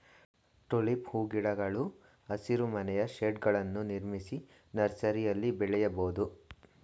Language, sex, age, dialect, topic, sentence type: Kannada, male, 18-24, Mysore Kannada, agriculture, statement